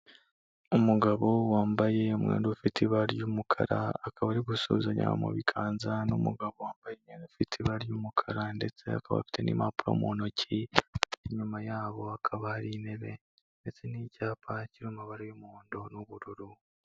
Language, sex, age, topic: Kinyarwanda, male, 18-24, health